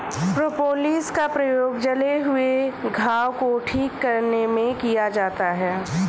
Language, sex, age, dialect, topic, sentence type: Hindi, female, 25-30, Awadhi Bundeli, agriculture, statement